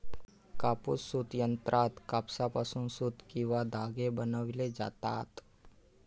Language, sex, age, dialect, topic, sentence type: Marathi, male, 25-30, Northern Konkan, agriculture, statement